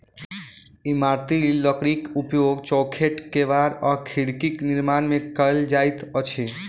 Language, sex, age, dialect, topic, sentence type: Maithili, male, 18-24, Southern/Standard, agriculture, statement